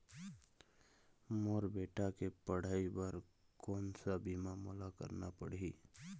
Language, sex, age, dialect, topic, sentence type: Chhattisgarhi, male, 31-35, Eastern, banking, question